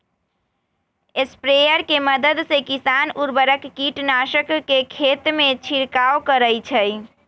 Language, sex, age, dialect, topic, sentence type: Magahi, female, 18-24, Western, agriculture, statement